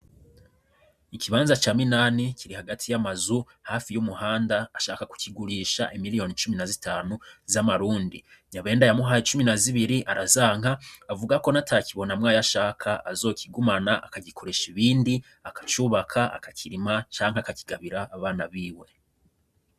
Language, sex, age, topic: Rundi, male, 25-35, agriculture